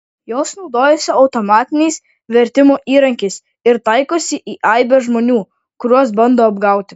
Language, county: Lithuanian, Vilnius